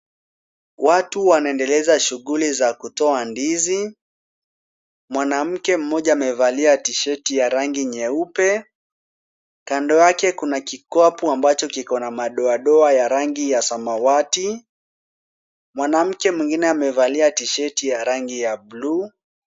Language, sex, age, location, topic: Swahili, male, 18-24, Kisumu, agriculture